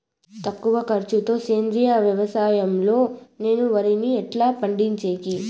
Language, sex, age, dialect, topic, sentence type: Telugu, female, 36-40, Southern, agriculture, question